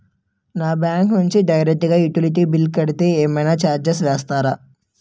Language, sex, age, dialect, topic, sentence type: Telugu, male, 18-24, Utterandhra, banking, question